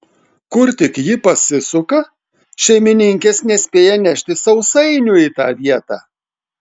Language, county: Lithuanian, Telšiai